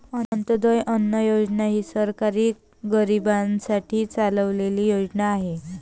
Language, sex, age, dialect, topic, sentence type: Marathi, female, 25-30, Varhadi, agriculture, statement